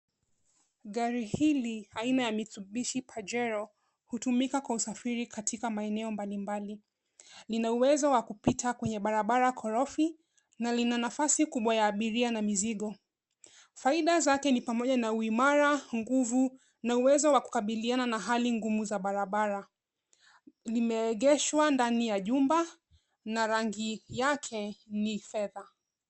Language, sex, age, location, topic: Swahili, female, 25-35, Nairobi, finance